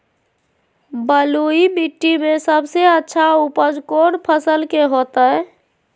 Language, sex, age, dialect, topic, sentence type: Magahi, female, 25-30, Southern, agriculture, question